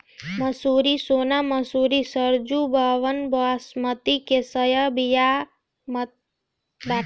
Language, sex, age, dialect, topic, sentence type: Bhojpuri, female, 25-30, Northern, agriculture, statement